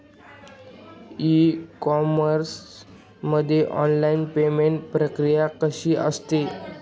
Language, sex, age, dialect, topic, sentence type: Marathi, male, 18-24, Northern Konkan, banking, question